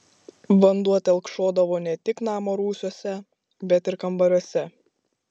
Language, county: Lithuanian, Šiauliai